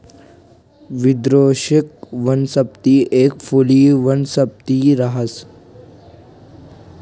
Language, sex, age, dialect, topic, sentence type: Marathi, male, 25-30, Northern Konkan, agriculture, statement